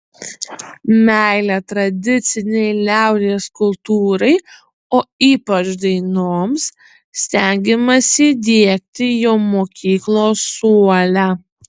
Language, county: Lithuanian, Utena